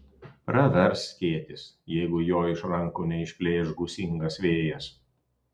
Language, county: Lithuanian, Telšiai